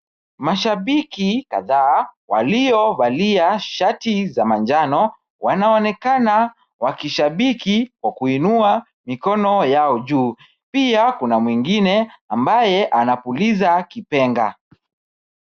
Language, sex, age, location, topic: Swahili, male, 25-35, Kisumu, government